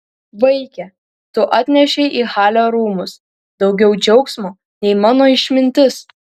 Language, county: Lithuanian, Kaunas